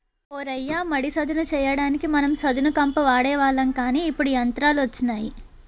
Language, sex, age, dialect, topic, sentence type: Telugu, female, 18-24, Utterandhra, agriculture, statement